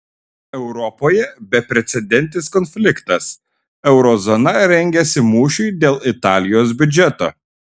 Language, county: Lithuanian, Šiauliai